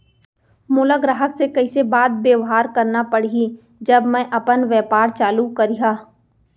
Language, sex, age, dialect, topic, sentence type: Chhattisgarhi, female, 25-30, Central, agriculture, question